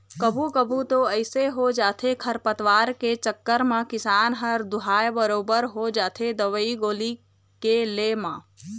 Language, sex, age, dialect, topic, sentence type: Chhattisgarhi, female, 25-30, Eastern, agriculture, statement